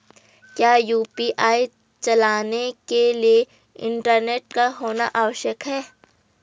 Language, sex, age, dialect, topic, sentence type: Hindi, female, 25-30, Garhwali, banking, question